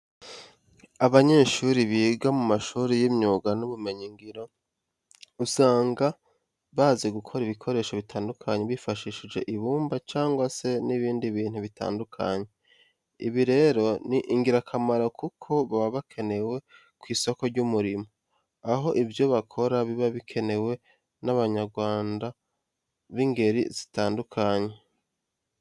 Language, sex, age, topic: Kinyarwanda, male, 25-35, education